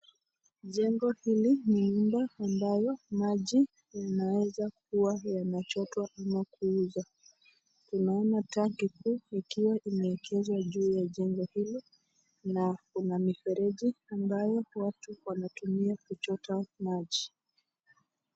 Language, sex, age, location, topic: Swahili, female, 25-35, Nakuru, health